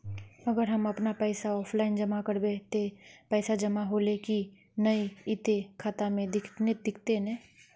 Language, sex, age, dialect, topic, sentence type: Magahi, female, 41-45, Northeastern/Surjapuri, banking, question